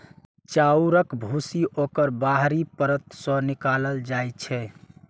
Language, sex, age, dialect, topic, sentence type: Maithili, male, 18-24, Eastern / Thethi, agriculture, statement